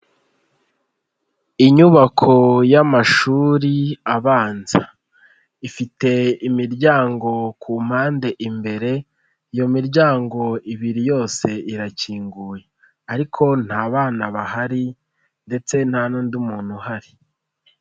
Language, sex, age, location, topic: Kinyarwanda, female, 25-35, Nyagatare, education